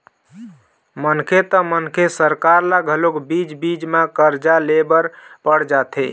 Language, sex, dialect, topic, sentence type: Chhattisgarhi, male, Eastern, banking, statement